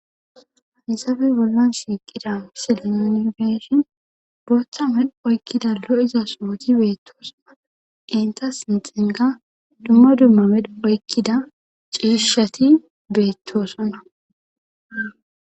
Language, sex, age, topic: Gamo, female, 25-35, government